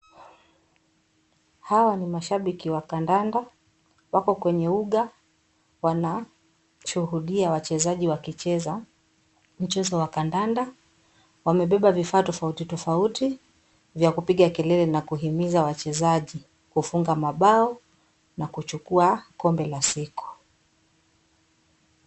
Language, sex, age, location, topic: Swahili, female, 25-35, Kisii, government